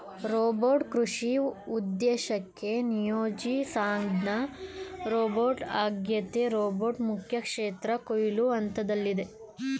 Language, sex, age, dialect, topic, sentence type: Kannada, male, 25-30, Mysore Kannada, agriculture, statement